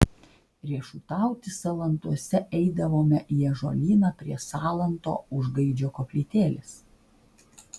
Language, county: Lithuanian, Klaipėda